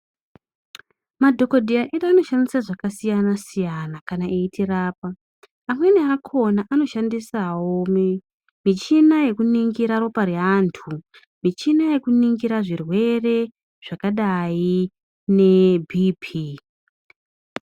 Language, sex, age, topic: Ndau, male, 25-35, health